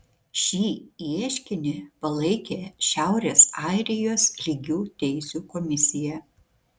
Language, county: Lithuanian, Šiauliai